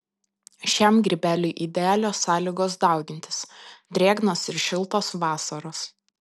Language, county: Lithuanian, Panevėžys